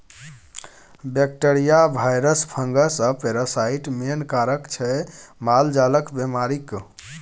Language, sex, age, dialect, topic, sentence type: Maithili, male, 25-30, Bajjika, agriculture, statement